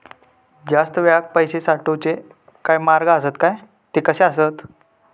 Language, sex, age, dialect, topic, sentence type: Marathi, male, 31-35, Southern Konkan, banking, question